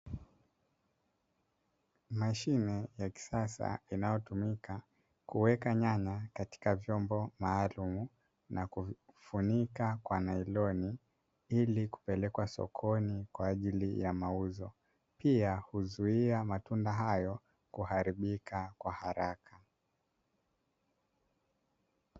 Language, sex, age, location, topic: Swahili, male, 25-35, Dar es Salaam, agriculture